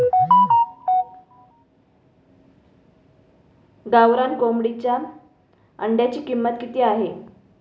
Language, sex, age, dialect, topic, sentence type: Marathi, female, 36-40, Standard Marathi, agriculture, question